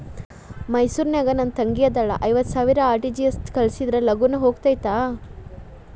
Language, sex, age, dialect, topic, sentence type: Kannada, female, 41-45, Dharwad Kannada, banking, question